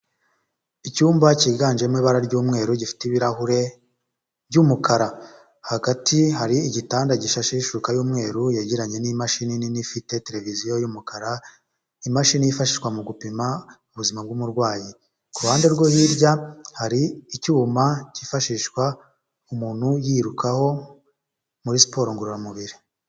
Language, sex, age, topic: Kinyarwanda, male, 18-24, health